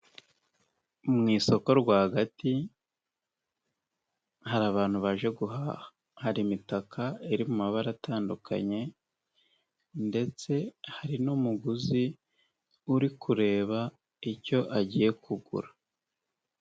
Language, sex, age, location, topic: Kinyarwanda, male, 18-24, Nyagatare, finance